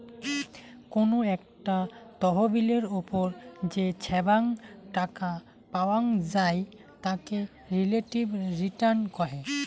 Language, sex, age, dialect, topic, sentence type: Bengali, male, 18-24, Rajbangshi, banking, statement